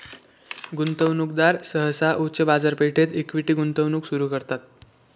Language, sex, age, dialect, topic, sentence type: Marathi, male, 18-24, Northern Konkan, banking, statement